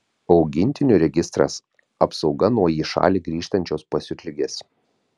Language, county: Lithuanian, Vilnius